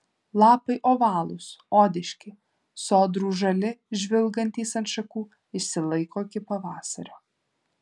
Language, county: Lithuanian, Alytus